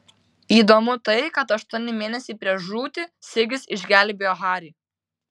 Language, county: Lithuanian, Vilnius